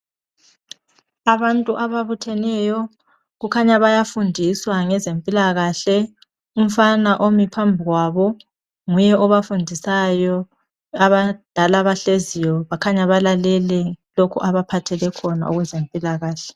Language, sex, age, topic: North Ndebele, male, 25-35, health